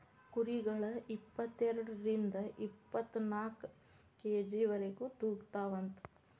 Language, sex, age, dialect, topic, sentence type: Kannada, female, 25-30, Dharwad Kannada, agriculture, statement